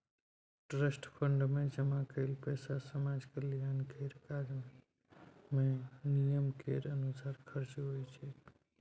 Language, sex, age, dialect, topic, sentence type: Maithili, male, 36-40, Bajjika, banking, statement